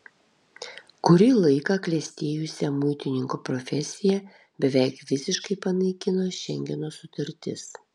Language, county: Lithuanian, Kaunas